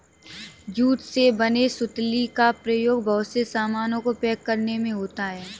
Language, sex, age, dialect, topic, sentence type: Hindi, female, 18-24, Kanauji Braj Bhasha, agriculture, statement